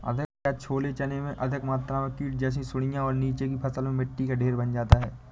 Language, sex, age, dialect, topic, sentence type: Hindi, male, 18-24, Awadhi Bundeli, agriculture, question